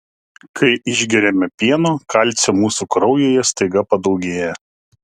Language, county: Lithuanian, Kaunas